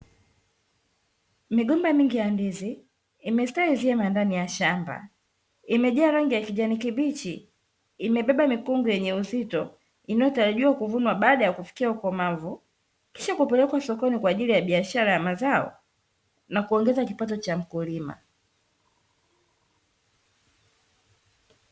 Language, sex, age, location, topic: Swahili, female, 36-49, Dar es Salaam, agriculture